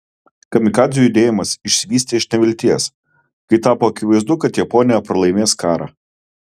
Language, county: Lithuanian, Kaunas